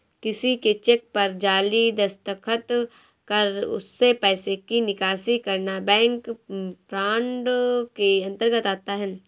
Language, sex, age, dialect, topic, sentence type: Hindi, female, 18-24, Awadhi Bundeli, banking, statement